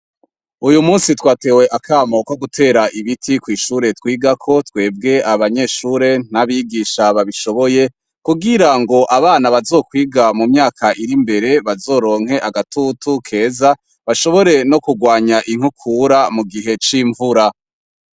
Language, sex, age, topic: Rundi, male, 25-35, education